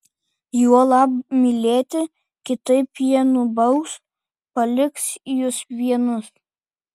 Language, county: Lithuanian, Kaunas